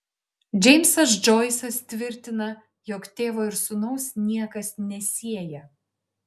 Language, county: Lithuanian, Šiauliai